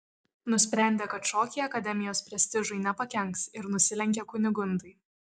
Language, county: Lithuanian, Kaunas